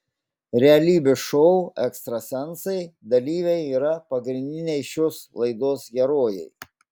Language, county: Lithuanian, Klaipėda